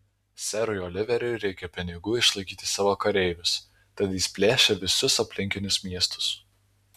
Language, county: Lithuanian, Alytus